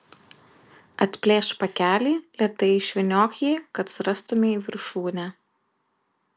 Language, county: Lithuanian, Utena